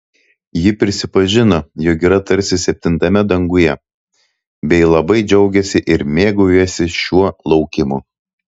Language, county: Lithuanian, Telšiai